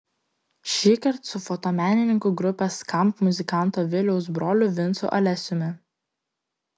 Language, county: Lithuanian, Klaipėda